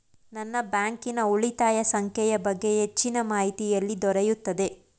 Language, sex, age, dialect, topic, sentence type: Kannada, female, 25-30, Mysore Kannada, banking, question